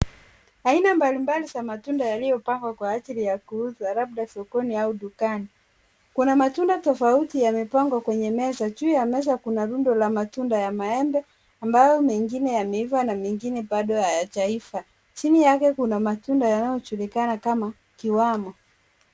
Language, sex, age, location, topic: Swahili, female, 18-24, Kisumu, finance